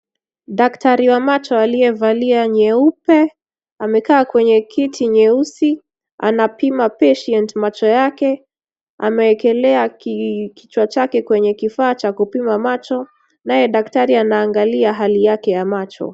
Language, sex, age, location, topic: Swahili, female, 25-35, Kisumu, health